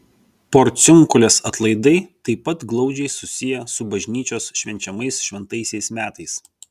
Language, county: Lithuanian, Vilnius